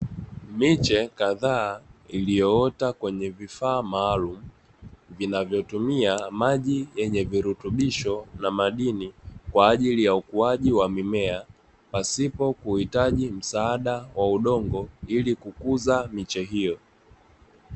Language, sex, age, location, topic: Swahili, male, 18-24, Dar es Salaam, agriculture